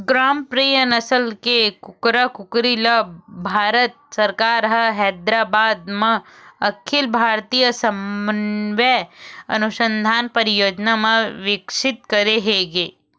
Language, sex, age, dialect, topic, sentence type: Chhattisgarhi, female, 36-40, Western/Budati/Khatahi, agriculture, statement